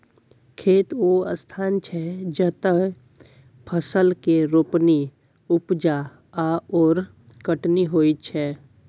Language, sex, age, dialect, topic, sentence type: Maithili, male, 18-24, Bajjika, agriculture, statement